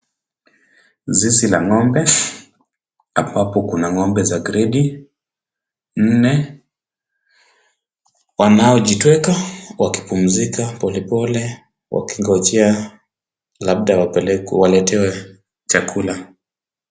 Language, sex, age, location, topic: Swahili, male, 25-35, Kisumu, agriculture